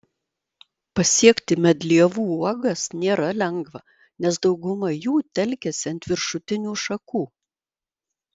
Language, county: Lithuanian, Vilnius